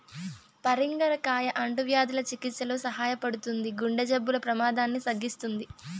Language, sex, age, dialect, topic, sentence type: Telugu, female, 18-24, Southern, agriculture, statement